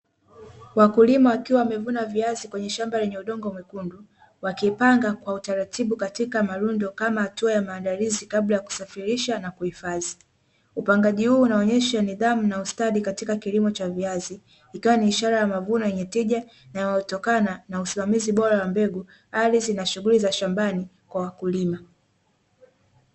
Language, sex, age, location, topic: Swahili, female, 18-24, Dar es Salaam, agriculture